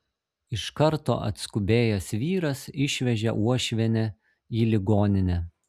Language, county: Lithuanian, Šiauliai